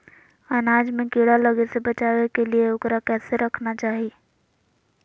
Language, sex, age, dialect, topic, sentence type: Magahi, female, 18-24, Southern, agriculture, question